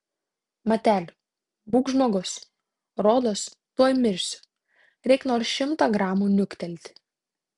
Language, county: Lithuanian, Tauragė